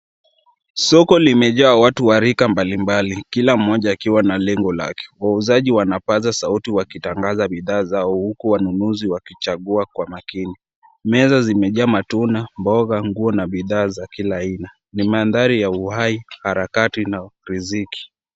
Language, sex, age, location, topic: Swahili, male, 18-24, Kisumu, finance